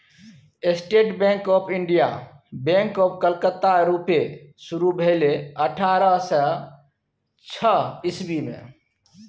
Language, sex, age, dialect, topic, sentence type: Maithili, male, 36-40, Bajjika, banking, statement